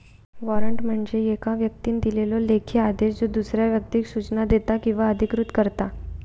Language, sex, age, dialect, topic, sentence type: Marathi, female, 18-24, Southern Konkan, banking, statement